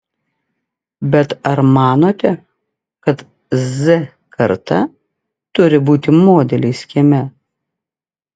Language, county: Lithuanian, Klaipėda